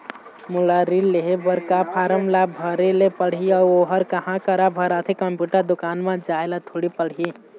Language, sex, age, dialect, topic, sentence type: Chhattisgarhi, male, 18-24, Eastern, banking, question